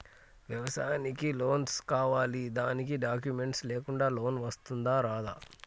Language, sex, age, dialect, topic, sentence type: Telugu, female, 25-30, Telangana, banking, question